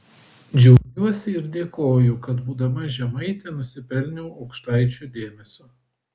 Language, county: Lithuanian, Vilnius